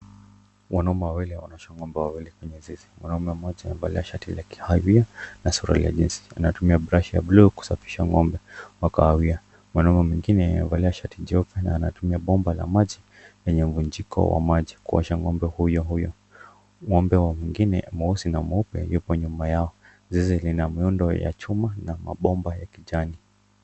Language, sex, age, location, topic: Swahili, male, 25-35, Nakuru, agriculture